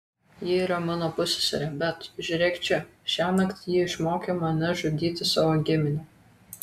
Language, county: Lithuanian, Kaunas